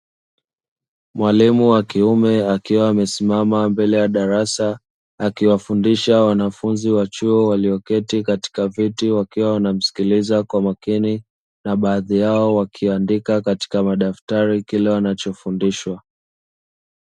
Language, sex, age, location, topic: Swahili, male, 25-35, Dar es Salaam, education